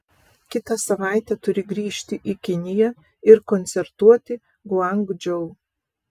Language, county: Lithuanian, Vilnius